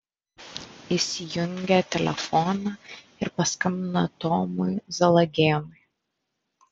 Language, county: Lithuanian, Vilnius